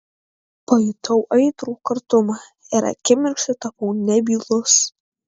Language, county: Lithuanian, Kaunas